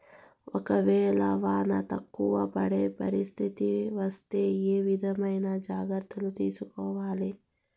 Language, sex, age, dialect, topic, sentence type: Telugu, male, 18-24, Southern, agriculture, question